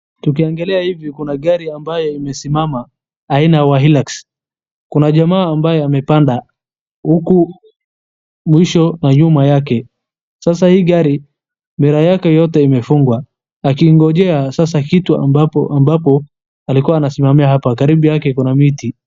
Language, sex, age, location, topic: Swahili, male, 18-24, Wajir, finance